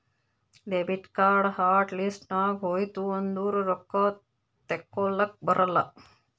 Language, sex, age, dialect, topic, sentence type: Kannada, female, 25-30, Northeastern, banking, statement